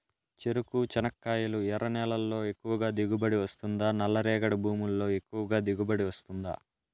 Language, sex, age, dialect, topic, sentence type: Telugu, male, 18-24, Southern, agriculture, question